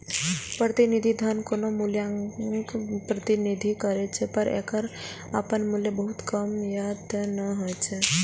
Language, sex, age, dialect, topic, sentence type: Maithili, female, 18-24, Eastern / Thethi, banking, statement